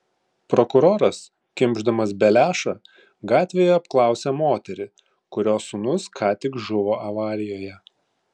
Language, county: Lithuanian, Klaipėda